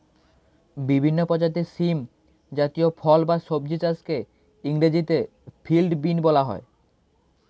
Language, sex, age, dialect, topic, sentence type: Bengali, male, 18-24, Standard Colloquial, agriculture, statement